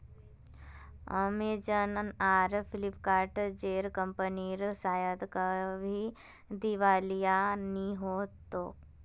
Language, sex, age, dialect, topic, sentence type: Magahi, female, 18-24, Northeastern/Surjapuri, banking, statement